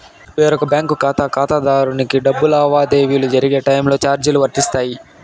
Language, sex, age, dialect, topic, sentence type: Telugu, male, 18-24, Southern, banking, question